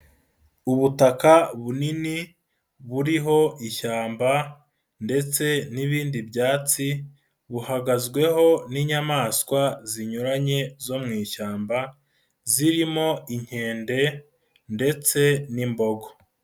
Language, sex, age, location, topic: Kinyarwanda, male, 25-35, Nyagatare, agriculture